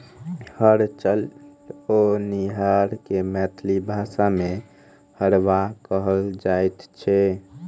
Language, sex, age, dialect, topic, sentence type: Maithili, male, 18-24, Southern/Standard, agriculture, statement